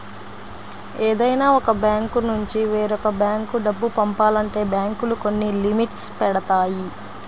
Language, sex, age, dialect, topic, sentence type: Telugu, female, 25-30, Central/Coastal, banking, statement